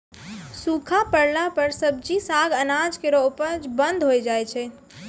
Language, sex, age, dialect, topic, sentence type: Maithili, female, 25-30, Angika, agriculture, statement